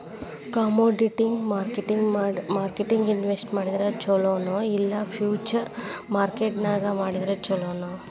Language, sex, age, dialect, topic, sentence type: Kannada, female, 36-40, Dharwad Kannada, banking, statement